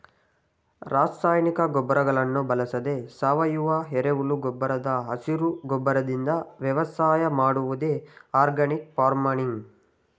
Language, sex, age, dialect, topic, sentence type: Kannada, male, 60-100, Mysore Kannada, agriculture, statement